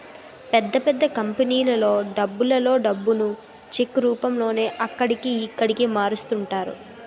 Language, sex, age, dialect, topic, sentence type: Telugu, female, 18-24, Utterandhra, banking, statement